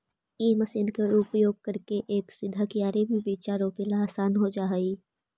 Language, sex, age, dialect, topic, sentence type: Magahi, female, 25-30, Central/Standard, banking, statement